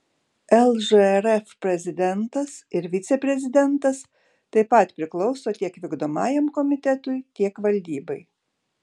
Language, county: Lithuanian, Šiauliai